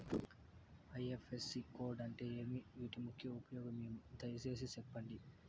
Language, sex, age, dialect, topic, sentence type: Telugu, male, 18-24, Southern, banking, question